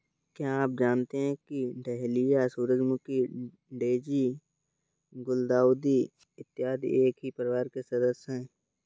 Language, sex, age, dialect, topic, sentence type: Hindi, male, 31-35, Awadhi Bundeli, agriculture, statement